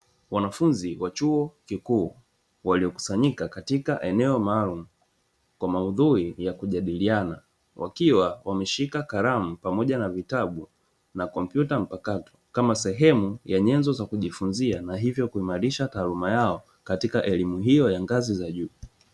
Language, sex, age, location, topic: Swahili, male, 25-35, Dar es Salaam, education